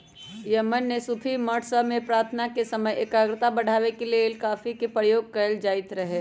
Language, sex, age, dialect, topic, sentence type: Magahi, male, 25-30, Western, agriculture, statement